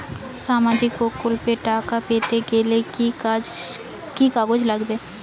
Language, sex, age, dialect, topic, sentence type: Bengali, female, 18-24, Western, banking, question